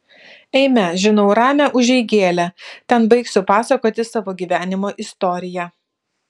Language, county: Lithuanian, Vilnius